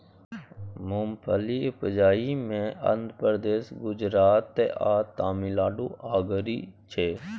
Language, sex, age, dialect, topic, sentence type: Maithili, male, 18-24, Bajjika, agriculture, statement